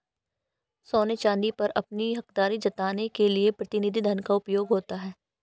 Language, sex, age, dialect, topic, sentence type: Hindi, female, 31-35, Marwari Dhudhari, banking, statement